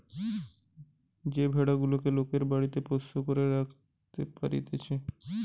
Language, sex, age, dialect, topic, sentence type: Bengali, male, 18-24, Western, agriculture, statement